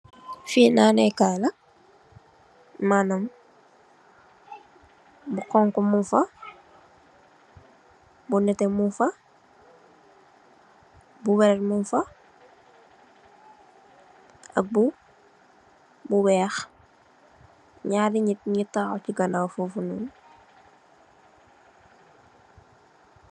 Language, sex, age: Wolof, female, 18-24